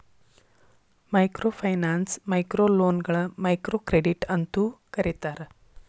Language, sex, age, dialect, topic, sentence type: Kannada, female, 41-45, Dharwad Kannada, banking, statement